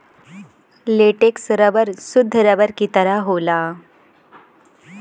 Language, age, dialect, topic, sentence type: Bhojpuri, 25-30, Western, agriculture, statement